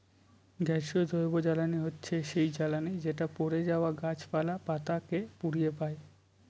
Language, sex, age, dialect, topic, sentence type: Bengali, male, 18-24, Northern/Varendri, agriculture, statement